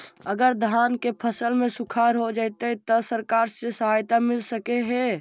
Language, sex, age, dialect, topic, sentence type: Magahi, male, 51-55, Central/Standard, agriculture, question